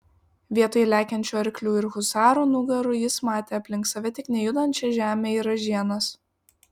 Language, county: Lithuanian, Vilnius